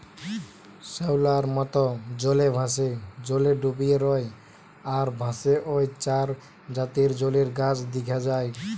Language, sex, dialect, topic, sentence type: Bengali, male, Western, agriculture, statement